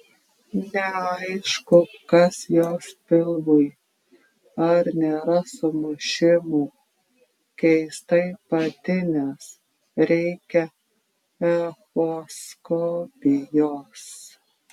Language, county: Lithuanian, Klaipėda